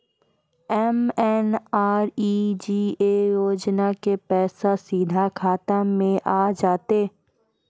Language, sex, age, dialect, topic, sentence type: Maithili, female, 41-45, Angika, banking, question